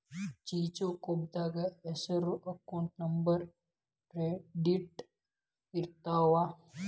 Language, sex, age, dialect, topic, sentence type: Kannada, male, 18-24, Dharwad Kannada, banking, statement